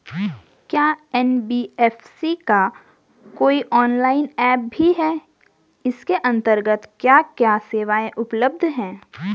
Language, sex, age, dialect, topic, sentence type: Hindi, female, 18-24, Garhwali, banking, question